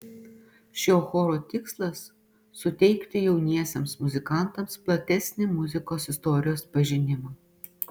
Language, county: Lithuanian, Panevėžys